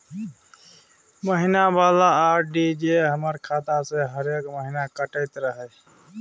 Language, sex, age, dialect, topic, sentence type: Maithili, male, 25-30, Bajjika, banking, question